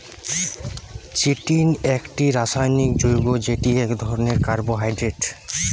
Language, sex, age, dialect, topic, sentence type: Bengali, male, 18-24, Western, agriculture, statement